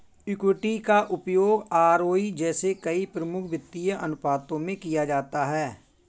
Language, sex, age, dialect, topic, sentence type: Hindi, male, 41-45, Awadhi Bundeli, banking, statement